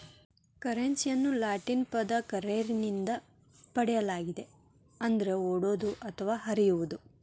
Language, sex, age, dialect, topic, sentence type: Kannada, female, 25-30, Dharwad Kannada, banking, statement